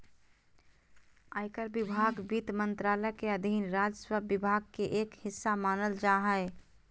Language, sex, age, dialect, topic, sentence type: Magahi, female, 31-35, Southern, banking, statement